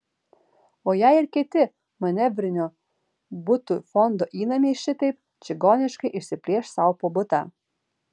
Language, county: Lithuanian, Vilnius